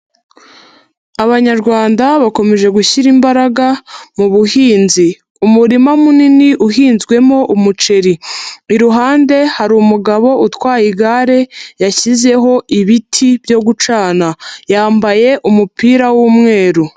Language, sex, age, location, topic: Kinyarwanda, female, 50+, Nyagatare, agriculture